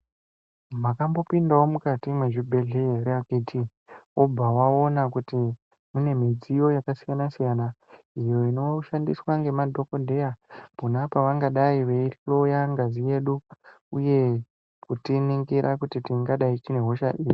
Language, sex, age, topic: Ndau, male, 18-24, health